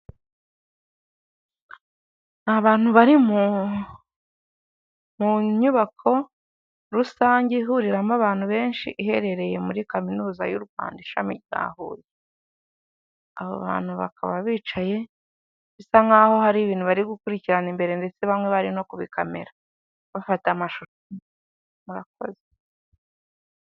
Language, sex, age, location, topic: Kinyarwanda, female, 25-35, Huye, government